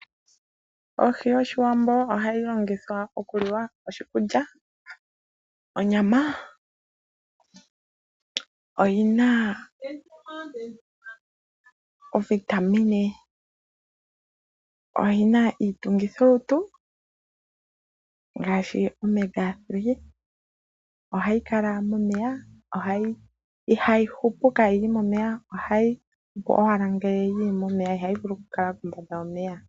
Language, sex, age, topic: Oshiwambo, female, 25-35, agriculture